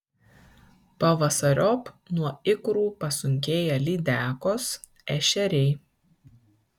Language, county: Lithuanian, Kaunas